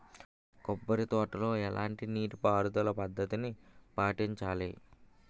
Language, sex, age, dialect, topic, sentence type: Telugu, male, 18-24, Utterandhra, agriculture, question